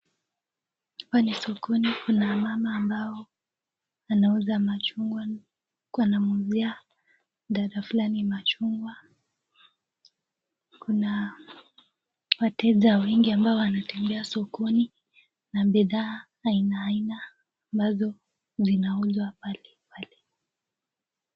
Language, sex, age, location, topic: Swahili, female, 18-24, Nakuru, finance